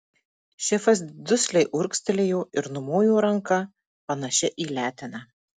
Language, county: Lithuanian, Marijampolė